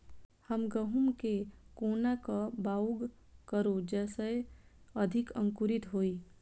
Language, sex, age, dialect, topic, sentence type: Maithili, female, 25-30, Southern/Standard, agriculture, question